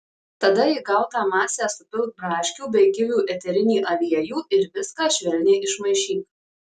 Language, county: Lithuanian, Marijampolė